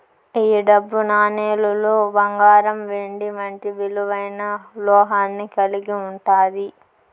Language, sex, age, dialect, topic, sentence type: Telugu, female, 25-30, Southern, banking, statement